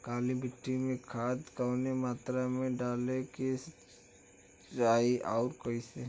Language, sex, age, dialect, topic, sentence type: Bhojpuri, male, 25-30, Western, agriculture, question